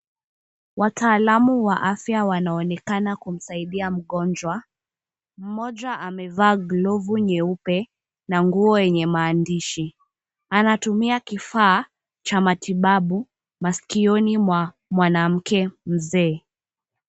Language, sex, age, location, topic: Swahili, female, 18-24, Mombasa, health